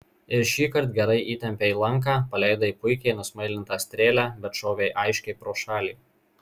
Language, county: Lithuanian, Marijampolė